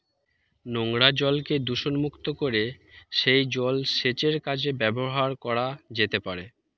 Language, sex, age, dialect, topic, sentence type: Bengali, male, 25-30, Standard Colloquial, agriculture, statement